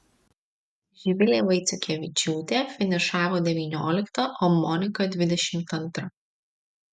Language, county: Lithuanian, Marijampolė